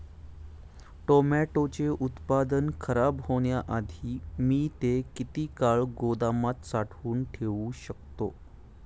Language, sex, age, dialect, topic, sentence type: Marathi, male, 25-30, Standard Marathi, agriculture, question